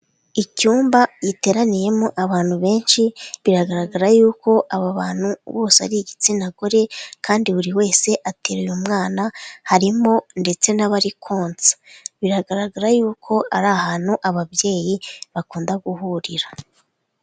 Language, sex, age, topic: Kinyarwanda, female, 25-35, health